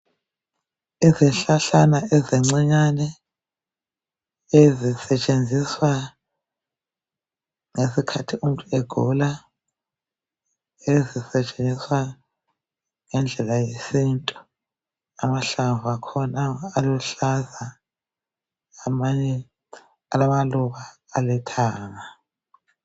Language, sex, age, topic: North Ndebele, female, 50+, health